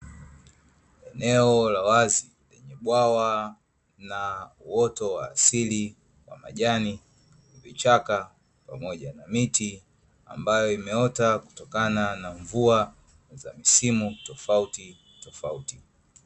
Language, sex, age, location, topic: Swahili, male, 25-35, Dar es Salaam, agriculture